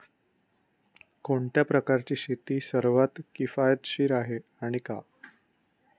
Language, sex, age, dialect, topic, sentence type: Marathi, male, 25-30, Standard Marathi, agriculture, question